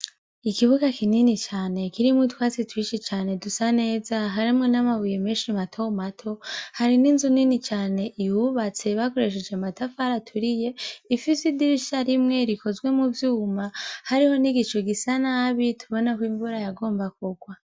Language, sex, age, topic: Rundi, female, 18-24, education